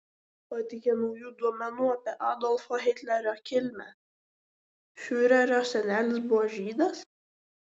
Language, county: Lithuanian, Šiauliai